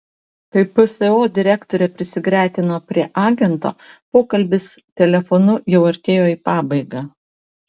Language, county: Lithuanian, Vilnius